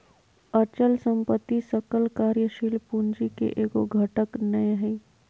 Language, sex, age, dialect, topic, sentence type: Magahi, female, 25-30, Southern, banking, statement